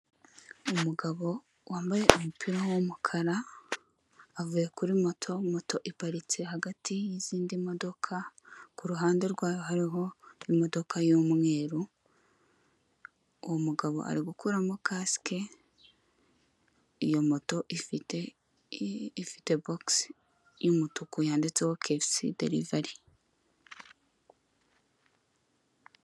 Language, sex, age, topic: Kinyarwanda, female, 18-24, finance